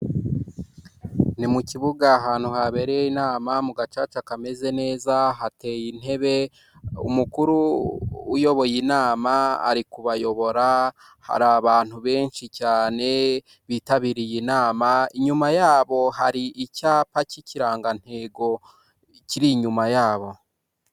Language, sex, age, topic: Kinyarwanda, male, 25-35, health